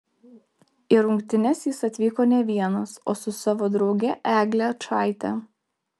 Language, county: Lithuanian, Telšiai